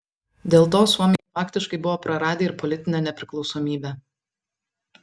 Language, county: Lithuanian, Vilnius